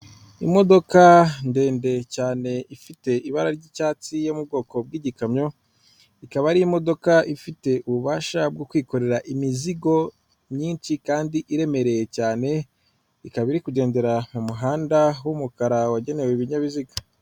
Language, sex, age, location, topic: Kinyarwanda, female, 36-49, Kigali, government